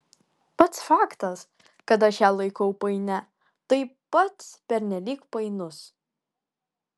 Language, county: Lithuanian, Kaunas